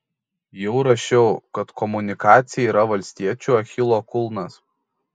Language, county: Lithuanian, Kaunas